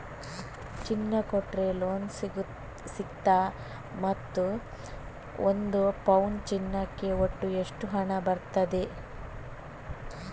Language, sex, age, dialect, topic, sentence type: Kannada, female, 18-24, Coastal/Dakshin, banking, question